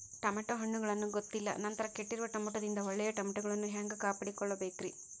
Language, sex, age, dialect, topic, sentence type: Kannada, female, 25-30, Dharwad Kannada, agriculture, question